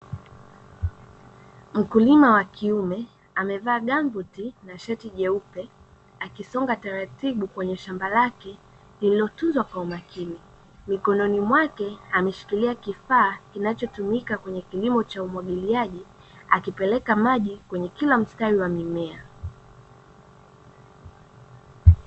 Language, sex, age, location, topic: Swahili, female, 18-24, Dar es Salaam, agriculture